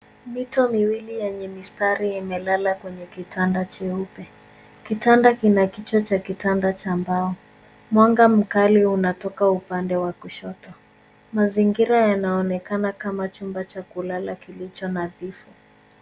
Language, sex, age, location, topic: Swahili, female, 18-24, Nairobi, education